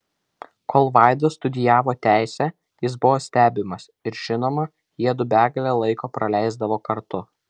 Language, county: Lithuanian, Vilnius